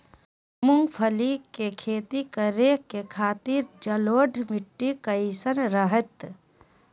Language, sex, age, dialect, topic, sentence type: Magahi, female, 46-50, Southern, agriculture, question